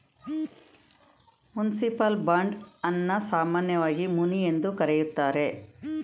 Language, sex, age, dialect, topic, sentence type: Kannada, female, 56-60, Mysore Kannada, banking, statement